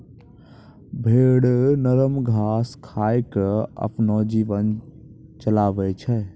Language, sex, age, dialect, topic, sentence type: Maithili, male, 56-60, Angika, agriculture, statement